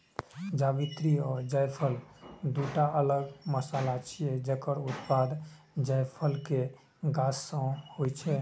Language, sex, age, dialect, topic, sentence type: Maithili, male, 25-30, Eastern / Thethi, agriculture, statement